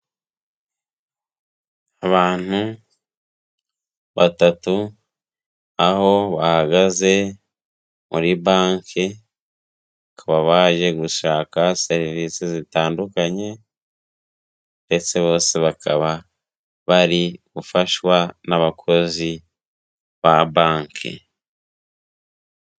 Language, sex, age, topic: Kinyarwanda, male, 18-24, finance